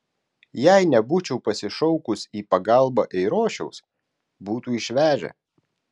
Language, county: Lithuanian, Klaipėda